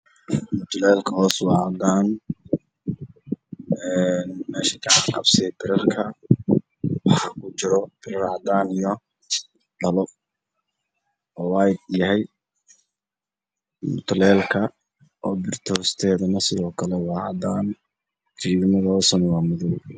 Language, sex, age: Somali, male, 18-24